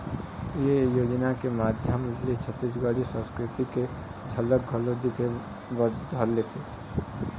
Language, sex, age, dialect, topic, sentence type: Chhattisgarhi, male, 25-30, Eastern, agriculture, statement